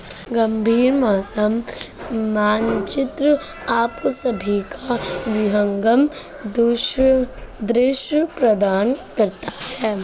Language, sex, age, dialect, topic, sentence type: Hindi, female, 31-35, Marwari Dhudhari, agriculture, statement